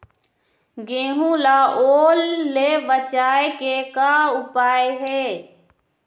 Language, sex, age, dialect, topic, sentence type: Chhattisgarhi, female, 25-30, Eastern, agriculture, question